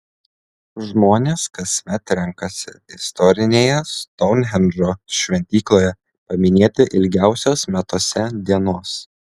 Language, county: Lithuanian, Klaipėda